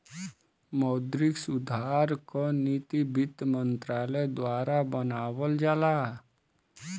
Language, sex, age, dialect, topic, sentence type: Bhojpuri, male, 31-35, Western, banking, statement